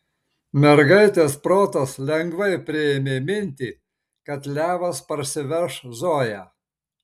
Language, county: Lithuanian, Marijampolė